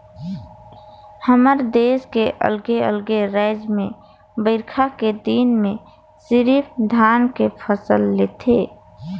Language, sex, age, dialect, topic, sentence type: Chhattisgarhi, female, 25-30, Northern/Bhandar, agriculture, statement